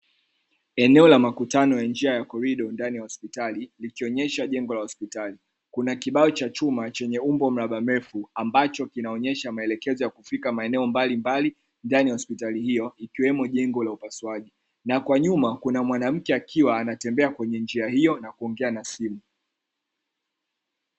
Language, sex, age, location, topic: Swahili, male, 25-35, Dar es Salaam, health